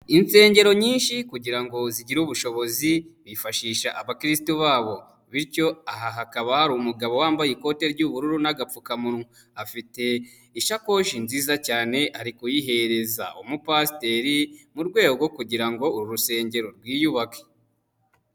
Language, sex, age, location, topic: Kinyarwanda, male, 18-24, Nyagatare, finance